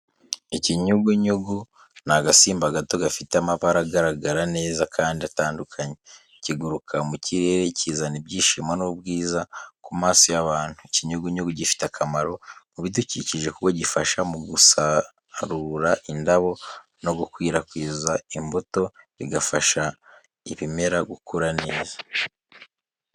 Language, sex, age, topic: Kinyarwanda, male, 18-24, education